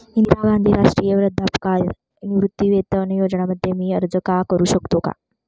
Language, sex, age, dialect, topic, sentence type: Marathi, female, 25-30, Standard Marathi, banking, question